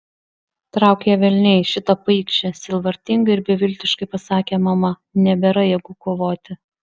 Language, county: Lithuanian, Vilnius